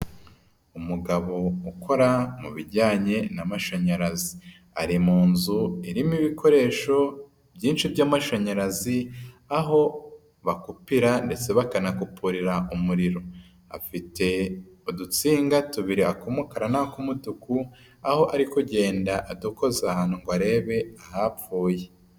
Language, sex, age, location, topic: Kinyarwanda, female, 25-35, Nyagatare, government